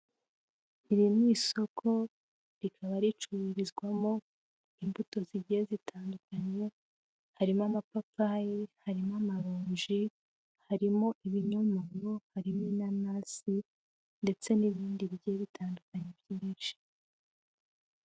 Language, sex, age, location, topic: Kinyarwanda, female, 18-24, Huye, finance